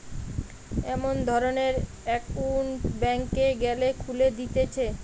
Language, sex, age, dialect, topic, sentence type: Bengali, female, 31-35, Western, banking, statement